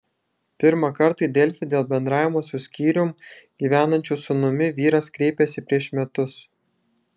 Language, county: Lithuanian, Šiauliai